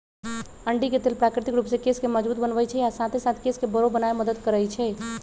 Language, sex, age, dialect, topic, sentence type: Magahi, male, 25-30, Western, agriculture, statement